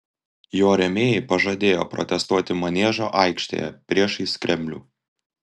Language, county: Lithuanian, Tauragė